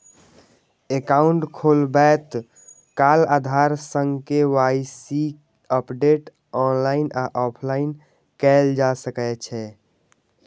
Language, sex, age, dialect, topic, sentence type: Maithili, male, 18-24, Eastern / Thethi, banking, statement